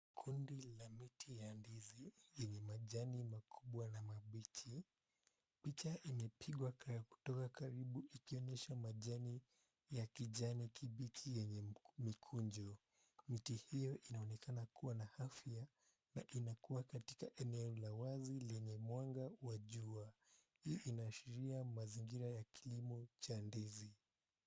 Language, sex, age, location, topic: Swahili, male, 18-24, Mombasa, agriculture